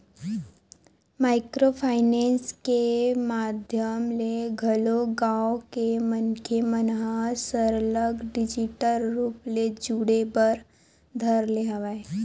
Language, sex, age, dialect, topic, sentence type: Chhattisgarhi, female, 18-24, Western/Budati/Khatahi, banking, statement